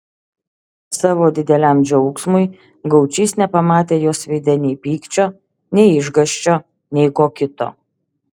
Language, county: Lithuanian, Šiauliai